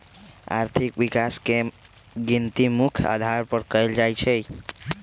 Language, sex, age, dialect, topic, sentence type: Magahi, female, 36-40, Western, banking, statement